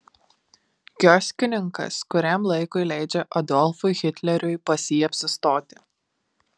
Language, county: Lithuanian, Marijampolė